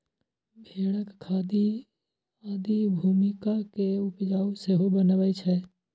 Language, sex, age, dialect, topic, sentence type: Maithili, male, 18-24, Eastern / Thethi, agriculture, statement